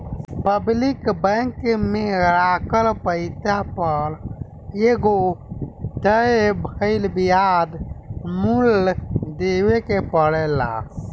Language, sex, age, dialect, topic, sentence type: Bhojpuri, male, 18-24, Southern / Standard, banking, statement